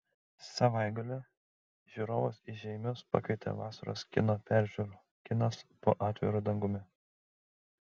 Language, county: Lithuanian, Šiauliai